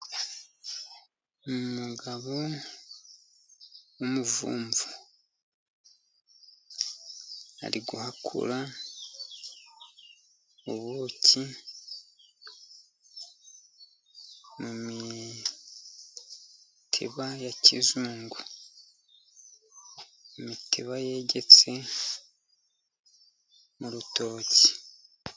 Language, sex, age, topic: Kinyarwanda, male, 50+, government